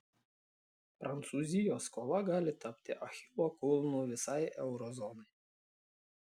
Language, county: Lithuanian, Klaipėda